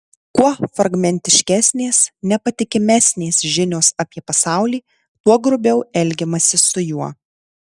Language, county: Lithuanian, Tauragė